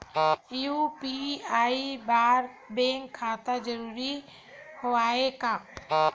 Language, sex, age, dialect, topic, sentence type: Chhattisgarhi, female, 46-50, Western/Budati/Khatahi, banking, question